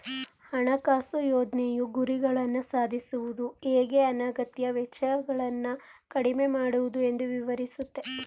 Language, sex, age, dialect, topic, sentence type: Kannada, female, 18-24, Mysore Kannada, banking, statement